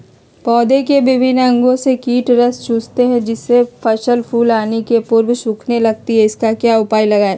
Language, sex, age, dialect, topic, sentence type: Magahi, female, 31-35, Western, agriculture, question